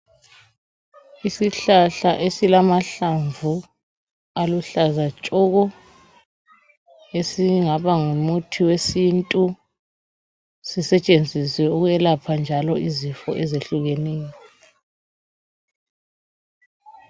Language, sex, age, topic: North Ndebele, female, 25-35, health